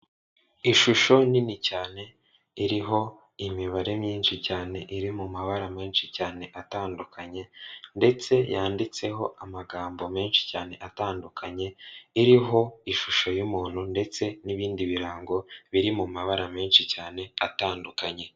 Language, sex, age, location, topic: Kinyarwanda, male, 36-49, Kigali, finance